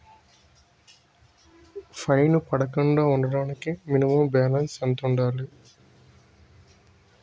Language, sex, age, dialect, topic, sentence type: Telugu, male, 25-30, Utterandhra, banking, question